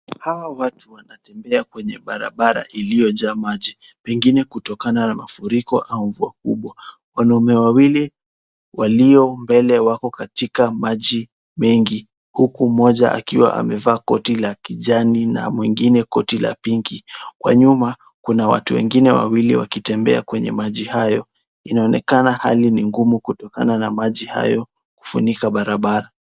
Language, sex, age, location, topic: Swahili, male, 18-24, Kisumu, health